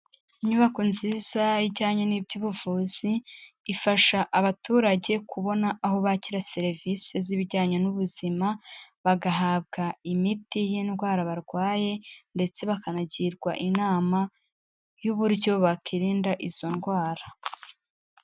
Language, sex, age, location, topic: Kinyarwanda, female, 18-24, Huye, health